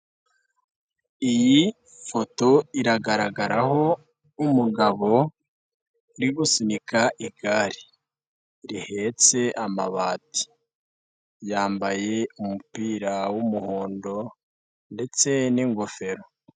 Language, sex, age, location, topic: Kinyarwanda, male, 18-24, Nyagatare, finance